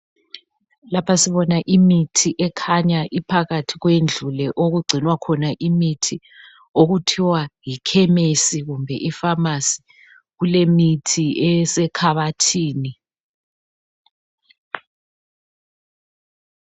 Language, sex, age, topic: North Ndebele, male, 36-49, health